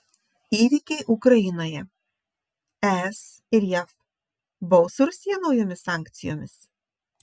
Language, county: Lithuanian, Šiauliai